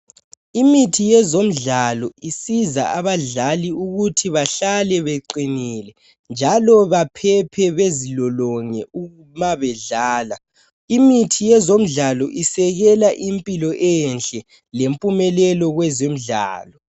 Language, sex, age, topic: North Ndebele, male, 18-24, health